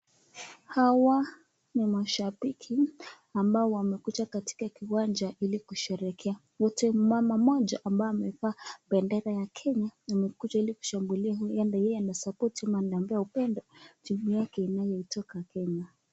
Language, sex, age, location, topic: Swahili, female, 18-24, Nakuru, government